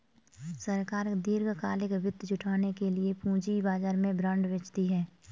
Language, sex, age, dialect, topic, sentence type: Hindi, female, 18-24, Kanauji Braj Bhasha, banking, statement